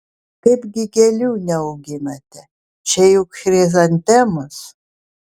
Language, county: Lithuanian, Vilnius